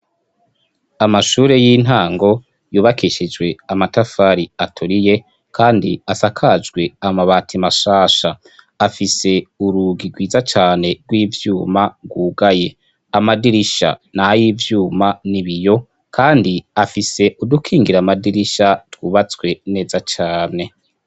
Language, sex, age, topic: Rundi, male, 25-35, education